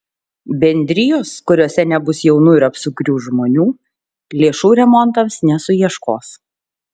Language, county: Lithuanian, Šiauliai